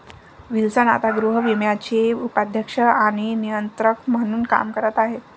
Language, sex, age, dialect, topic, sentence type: Marathi, female, 25-30, Varhadi, banking, statement